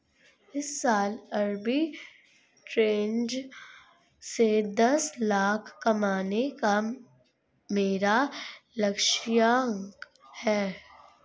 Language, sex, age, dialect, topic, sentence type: Hindi, female, 51-55, Marwari Dhudhari, banking, statement